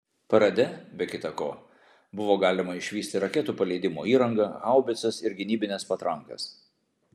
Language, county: Lithuanian, Vilnius